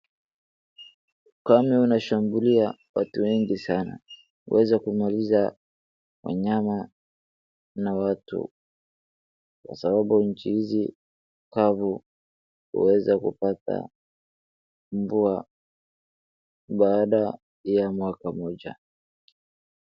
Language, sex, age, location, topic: Swahili, male, 18-24, Wajir, health